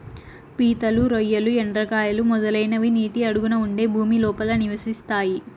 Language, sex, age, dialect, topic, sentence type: Telugu, female, 18-24, Southern, agriculture, statement